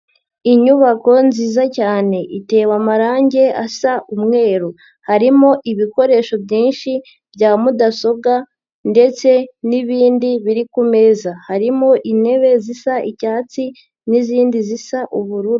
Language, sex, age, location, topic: Kinyarwanda, female, 50+, Nyagatare, education